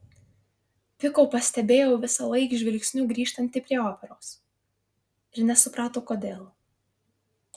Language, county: Lithuanian, Marijampolė